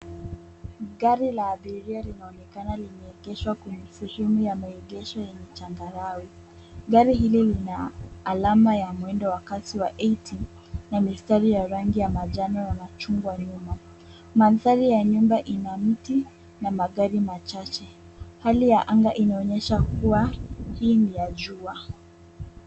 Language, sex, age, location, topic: Swahili, female, 18-24, Kisumu, finance